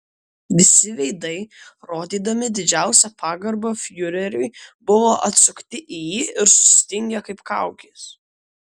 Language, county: Lithuanian, Kaunas